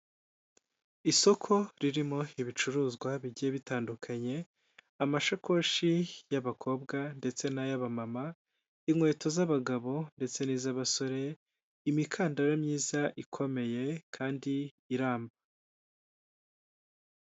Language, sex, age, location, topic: Kinyarwanda, male, 18-24, Kigali, finance